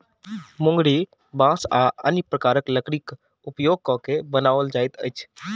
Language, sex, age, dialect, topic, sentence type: Maithili, male, 18-24, Southern/Standard, agriculture, statement